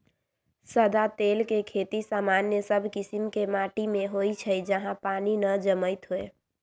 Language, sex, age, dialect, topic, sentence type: Magahi, female, 18-24, Western, agriculture, statement